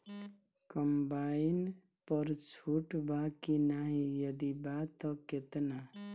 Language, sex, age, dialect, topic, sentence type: Bhojpuri, male, 25-30, Northern, agriculture, question